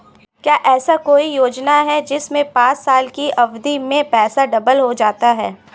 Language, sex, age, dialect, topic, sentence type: Hindi, female, 25-30, Awadhi Bundeli, banking, question